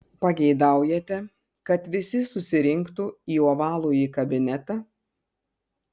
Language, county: Lithuanian, Panevėžys